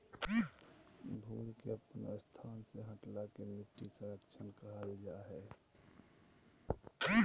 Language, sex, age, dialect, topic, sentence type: Magahi, male, 31-35, Southern, agriculture, statement